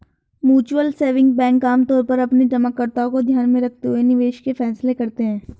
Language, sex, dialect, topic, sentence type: Hindi, female, Hindustani Malvi Khadi Boli, banking, statement